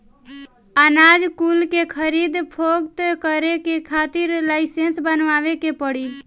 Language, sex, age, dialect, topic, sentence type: Bhojpuri, female, 18-24, Northern, agriculture, statement